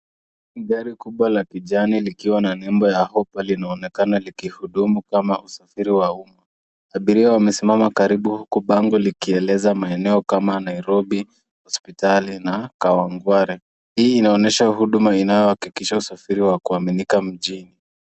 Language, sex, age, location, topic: Swahili, female, 25-35, Nairobi, government